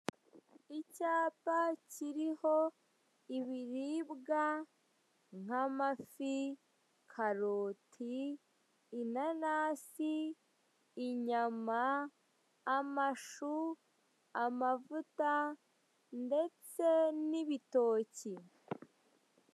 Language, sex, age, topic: Kinyarwanda, female, 25-35, finance